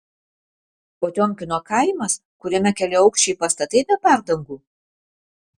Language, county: Lithuanian, Vilnius